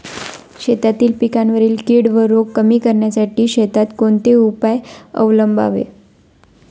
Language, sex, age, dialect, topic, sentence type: Marathi, female, 25-30, Standard Marathi, agriculture, question